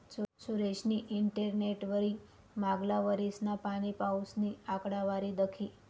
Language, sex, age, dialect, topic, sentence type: Marathi, female, 25-30, Northern Konkan, banking, statement